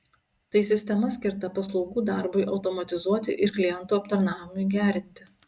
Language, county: Lithuanian, Utena